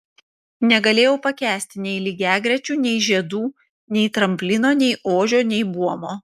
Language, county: Lithuanian, Panevėžys